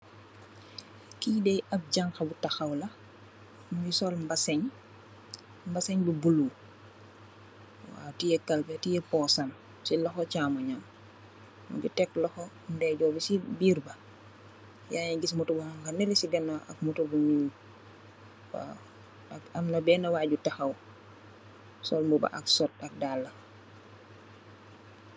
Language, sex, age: Wolof, female, 25-35